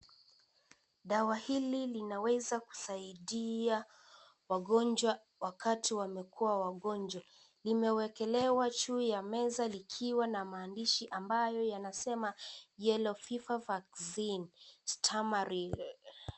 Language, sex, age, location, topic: Swahili, female, 18-24, Kisii, health